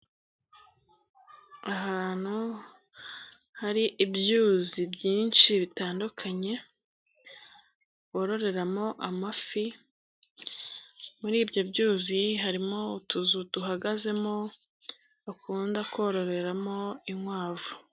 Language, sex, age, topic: Kinyarwanda, female, 25-35, agriculture